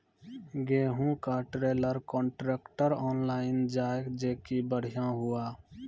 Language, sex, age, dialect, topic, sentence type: Maithili, male, 25-30, Angika, agriculture, question